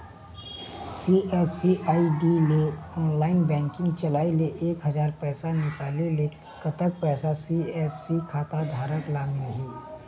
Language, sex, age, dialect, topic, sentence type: Chhattisgarhi, male, 18-24, Eastern, banking, question